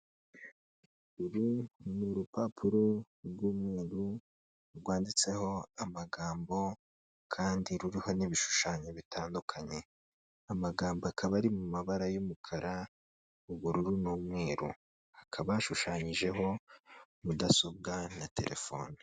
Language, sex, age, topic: Kinyarwanda, male, 25-35, finance